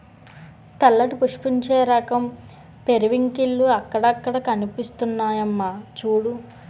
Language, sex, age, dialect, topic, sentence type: Telugu, female, 18-24, Utterandhra, agriculture, statement